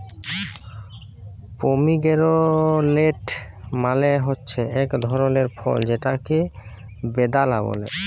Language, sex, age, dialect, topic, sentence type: Bengali, male, 18-24, Jharkhandi, agriculture, statement